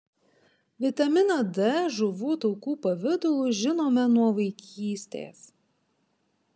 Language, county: Lithuanian, Panevėžys